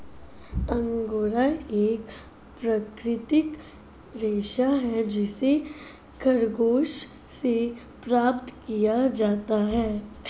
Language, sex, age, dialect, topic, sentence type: Hindi, female, 31-35, Marwari Dhudhari, agriculture, statement